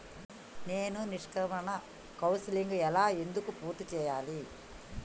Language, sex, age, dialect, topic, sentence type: Telugu, female, 31-35, Telangana, banking, question